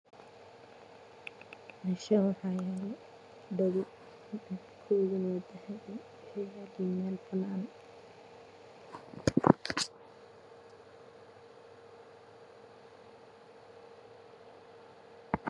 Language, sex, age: Somali, female, 25-35